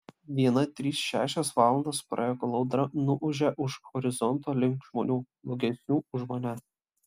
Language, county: Lithuanian, Klaipėda